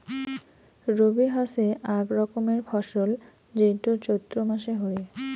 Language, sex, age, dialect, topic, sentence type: Bengali, female, 25-30, Rajbangshi, agriculture, statement